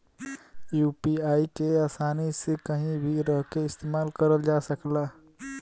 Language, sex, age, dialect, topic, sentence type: Bhojpuri, male, 18-24, Western, banking, statement